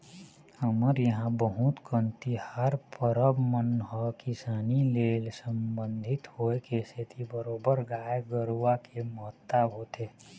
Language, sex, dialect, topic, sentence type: Chhattisgarhi, male, Eastern, banking, statement